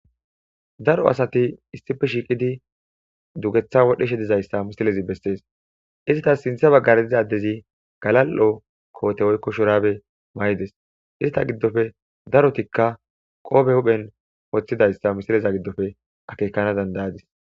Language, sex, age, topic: Gamo, male, 25-35, agriculture